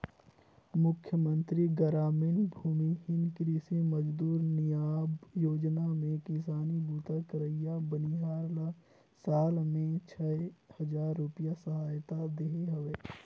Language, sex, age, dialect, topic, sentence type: Chhattisgarhi, male, 25-30, Northern/Bhandar, banking, statement